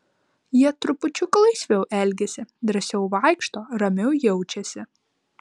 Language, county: Lithuanian, Vilnius